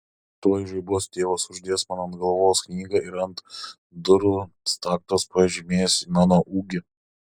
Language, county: Lithuanian, Kaunas